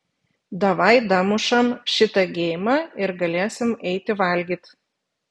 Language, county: Lithuanian, Vilnius